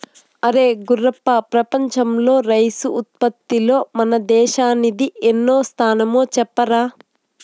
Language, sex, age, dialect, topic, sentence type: Telugu, female, 18-24, Southern, agriculture, statement